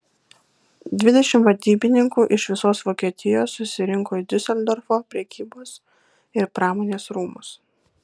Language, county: Lithuanian, Kaunas